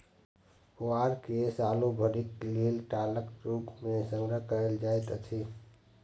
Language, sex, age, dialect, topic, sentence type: Maithili, male, 25-30, Southern/Standard, agriculture, statement